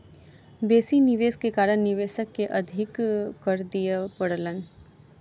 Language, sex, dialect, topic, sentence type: Maithili, female, Southern/Standard, banking, statement